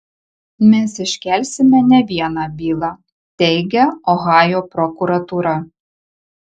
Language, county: Lithuanian, Marijampolė